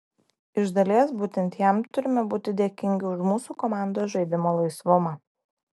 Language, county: Lithuanian, Klaipėda